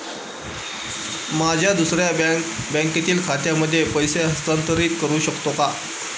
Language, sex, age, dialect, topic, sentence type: Marathi, male, 18-24, Standard Marathi, banking, question